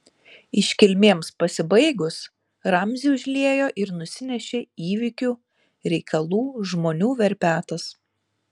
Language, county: Lithuanian, Šiauliai